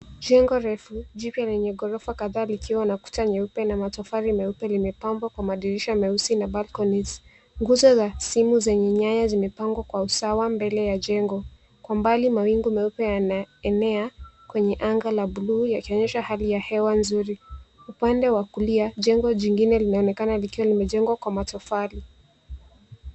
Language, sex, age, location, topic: Swahili, female, 18-24, Nairobi, finance